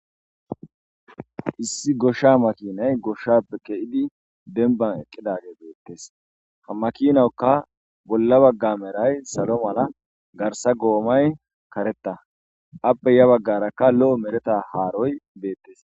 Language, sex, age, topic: Gamo, male, 18-24, agriculture